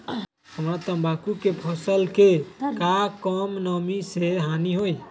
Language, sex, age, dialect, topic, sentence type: Magahi, male, 18-24, Western, agriculture, question